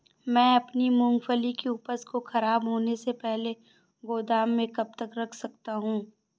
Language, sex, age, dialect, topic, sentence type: Hindi, female, 25-30, Awadhi Bundeli, agriculture, question